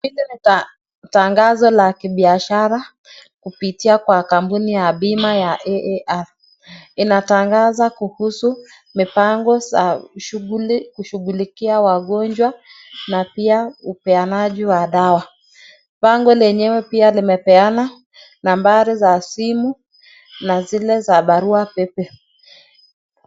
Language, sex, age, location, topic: Swahili, female, 25-35, Nakuru, finance